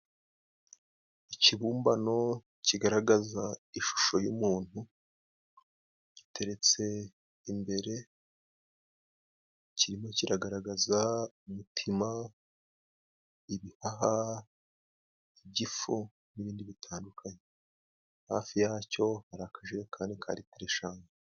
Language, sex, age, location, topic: Kinyarwanda, male, 25-35, Musanze, education